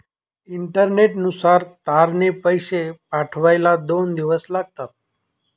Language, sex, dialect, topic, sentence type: Marathi, male, Northern Konkan, banking, statement